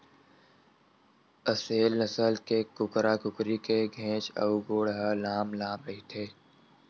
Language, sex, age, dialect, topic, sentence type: Chhattisgarhi, male, 18-24, Western/Budati/Khatahi, agriculture, statement